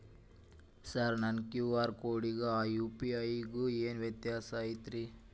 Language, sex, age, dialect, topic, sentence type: Kannada, male, 18-24, Dharwad Kannada, banking, question